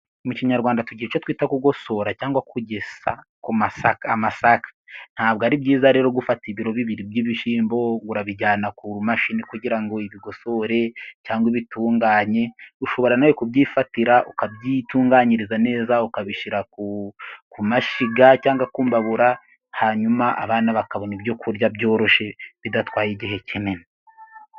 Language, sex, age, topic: Kinyarwanda, male, 18-24, agriculture